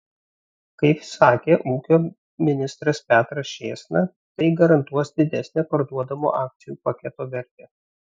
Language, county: Lithuanian, Vilnius